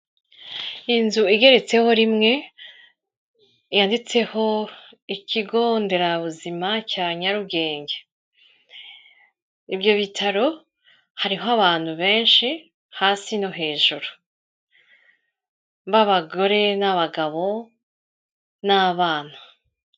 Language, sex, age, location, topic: Kinyarwanda, female, 36-49, Kigali, health